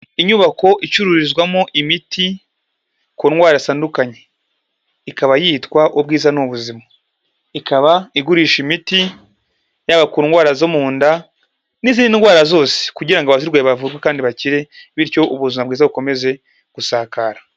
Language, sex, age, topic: Kinyarwanda, male, 18-24, health